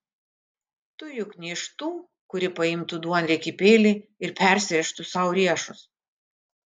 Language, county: Lithuanian, Kaunas